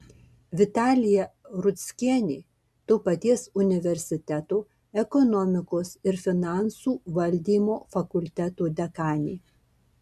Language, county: Lithuanian, Marijampolė